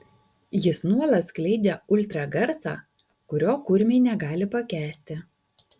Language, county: Lithuanian, Alytus